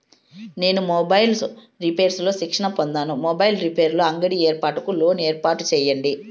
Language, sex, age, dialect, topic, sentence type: Telugu, male, 56-60, Southern, banking, question